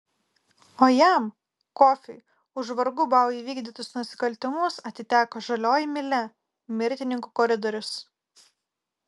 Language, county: Lithuanian, Kaunas